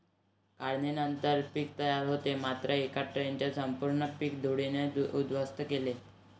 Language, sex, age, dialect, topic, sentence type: Marathi, male, 18-24, Varhadi, agriculture, statement